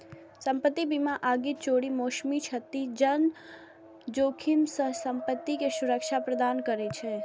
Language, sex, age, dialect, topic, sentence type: Maithili, female, 18-24, Eastern / Thethi, banking, statement